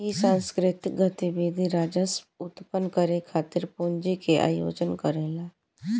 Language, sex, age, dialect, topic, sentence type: Bhojpuri, female, 18-24, Southern / Standard, banking, statement